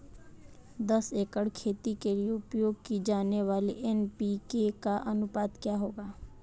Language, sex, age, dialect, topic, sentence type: Hindi, female, 18-24, Marwari Dhudhari, agriculture, question